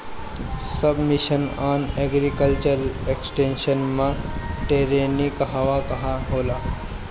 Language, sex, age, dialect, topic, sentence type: Bhojpuri, male, 25-30, Northern, agriculture, question